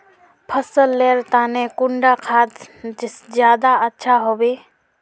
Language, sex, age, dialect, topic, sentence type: Magahi, female, 56-60, Northeastern/Surjapuri, agriculture, question